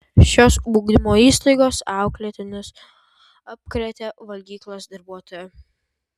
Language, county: Lithuanian, Vilnius